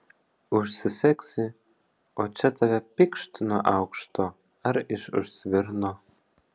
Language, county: Lithuanian, Panevėžys